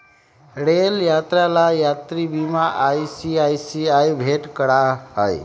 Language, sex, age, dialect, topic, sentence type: Magahi, female, 18-24, Western, banking, statement